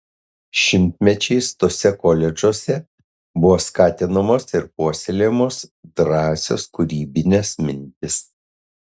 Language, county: Lithuanian, Utena